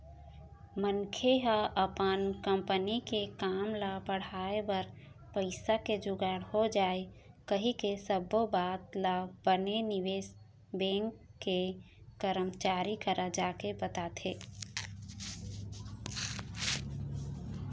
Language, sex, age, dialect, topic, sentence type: Chhattisgarhi, female, 31-35, Eastern, banking, statement